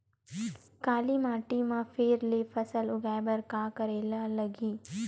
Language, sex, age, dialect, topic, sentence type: Chhattisgarhi, female, 18-24, Western/Budati/Khatahi, agriculture, question